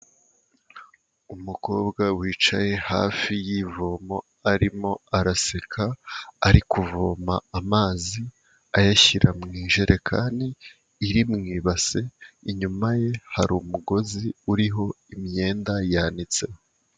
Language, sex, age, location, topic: Kinyarwanda, male, 18-24, Kigali, health